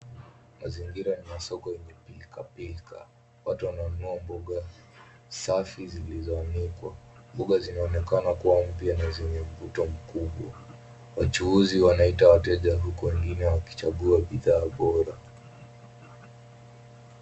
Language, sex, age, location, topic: Swahili, male, 18-24, Nairobi, finance